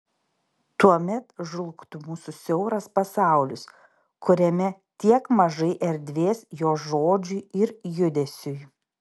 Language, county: Lithuanian, Panevėžys